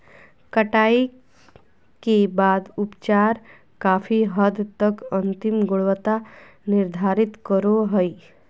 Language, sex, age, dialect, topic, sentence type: Magahi, female, 41-45, Southern, agriculture, statement